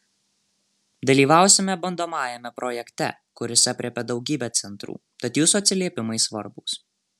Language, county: Lithuanian, Marijampolė